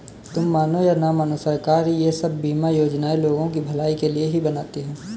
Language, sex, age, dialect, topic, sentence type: Hindi, male, 18-24, Kanauji Braj Bhasha, banking, statement